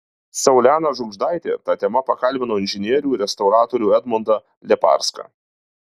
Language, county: Lithuanian, Alytus